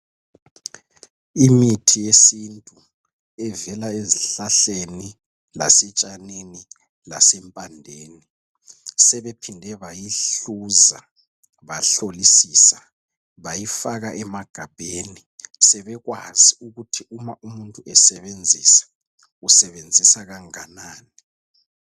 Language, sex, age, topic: North Ndebele, male, 36-49, health